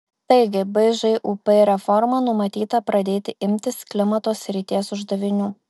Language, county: Lithuanian, Marijampolė